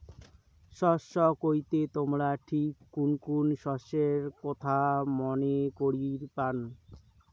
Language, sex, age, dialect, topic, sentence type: Bengali, male, 18-24, Rajbangshi, agriculture, statement